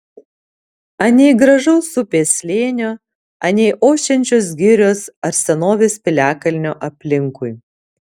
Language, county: Lithuanian, Alytus